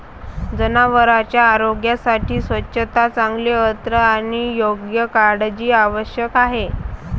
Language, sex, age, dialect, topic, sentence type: Marathi, male, 31-35, Varhadi, agriculture, statement